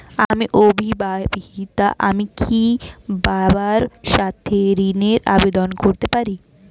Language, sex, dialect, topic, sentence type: Bengali, female, Standard Colloquial, banking, question